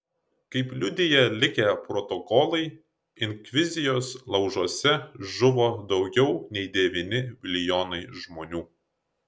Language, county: Lithuanian, Klaipėda